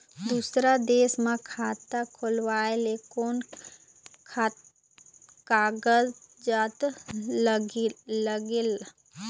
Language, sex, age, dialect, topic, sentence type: Chhattisgarhi, female, 25-30, Eastern, banking, question